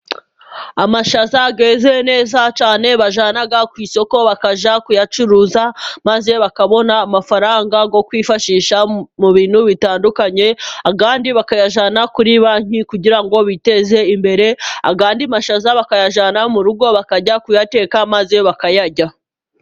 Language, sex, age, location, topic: Kinyarwanda, female, 25-35, Musanze, agriculture